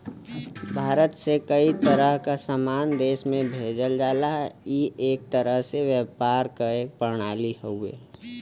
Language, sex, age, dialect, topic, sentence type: Bhojpuri, male, 18-24, Western, banking, statement